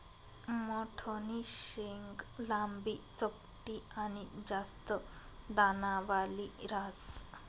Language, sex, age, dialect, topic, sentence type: Marathi, female, 25-30, Northern Konkan, agriculture, statement